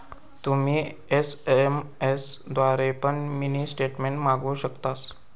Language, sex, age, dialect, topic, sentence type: Marathi, male, 18-24, Southern Konkan, banking, statement